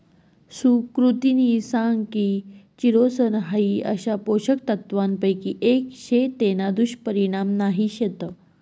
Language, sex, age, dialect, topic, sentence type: Marathi, female, 31-35, Northern Konkan, agriculture, statement